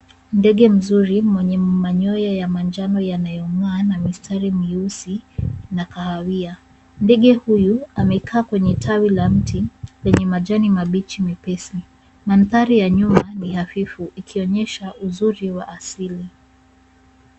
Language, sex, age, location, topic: Swahili, female, 36-49, Nairobi, government